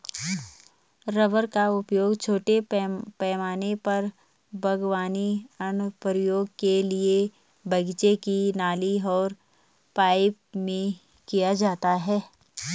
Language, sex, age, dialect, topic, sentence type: Hindi, female, 31-35, Garhwali, agriculture, statement